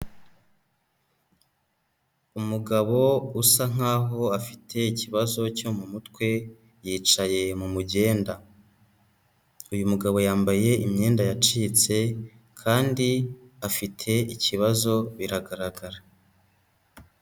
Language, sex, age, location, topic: Kinyarwanda, male, 18-24, Huye, health